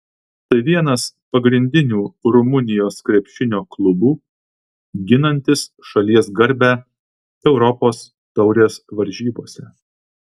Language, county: Lithuanian, Vilnius